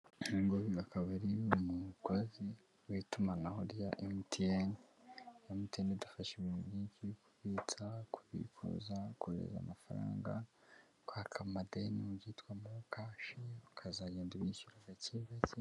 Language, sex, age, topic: Kinyarwanda, male, 18-24, finance